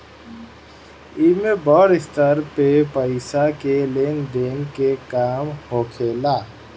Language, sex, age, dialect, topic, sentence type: Bhojpuri, male, 31-35, Northern, banking, statement